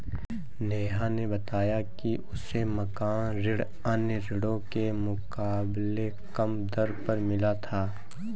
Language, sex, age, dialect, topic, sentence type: Hindi, male, 18-24, Awadhi Bundeli, banking, statement